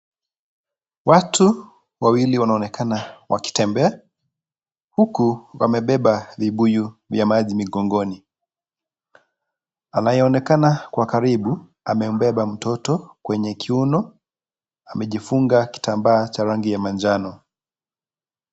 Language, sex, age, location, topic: Swahili, male, 25-35, Kisii, health